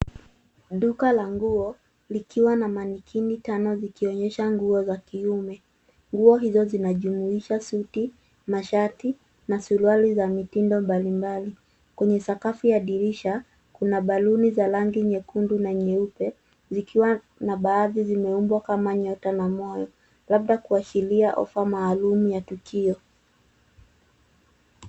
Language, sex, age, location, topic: Swahili, female, 18-24, Nairobi, finance